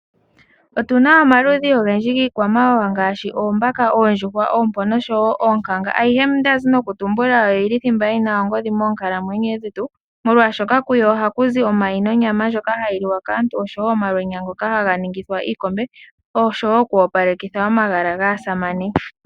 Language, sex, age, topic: Oshiwambo, female, 18-24, agriculture